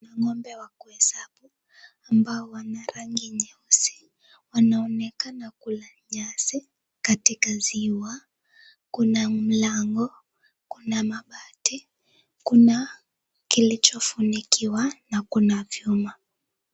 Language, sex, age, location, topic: Swahili, female, 18-24, Kisumu, agriculture